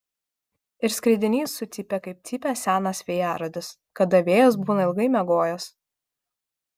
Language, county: Lithuanian, Kaunas